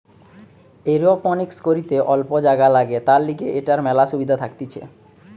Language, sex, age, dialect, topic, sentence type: Bengali, male, 31-35, Western, agriculture, statement